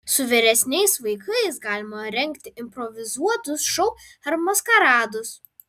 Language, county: Lithuanian, Vilnius